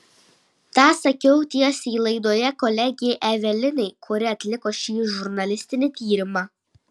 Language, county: Lithuanian, Šiauliai